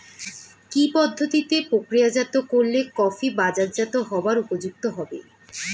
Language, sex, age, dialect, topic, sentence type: Bengali, female, 18-24, Standard Colloquial, agriculture, question